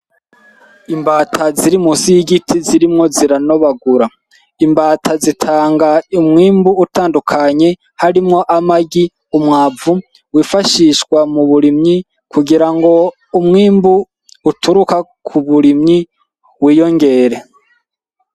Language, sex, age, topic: Rundi, male, 18-24, agriculture